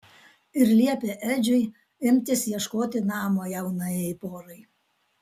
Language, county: Lithuanian, Alytus